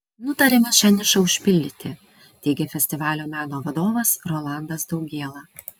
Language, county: Lithuanian, Vilnius